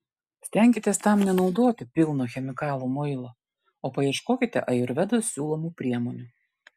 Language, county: Lithuanian, Klaipėda